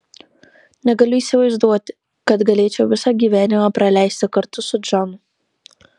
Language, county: Lithuanian, Marijampolė